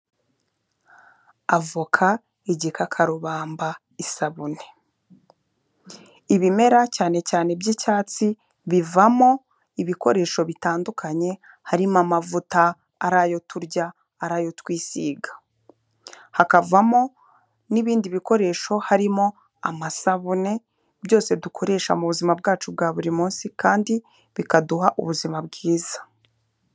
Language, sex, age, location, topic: Kinyarwanda, female, 25-35, Kigali, health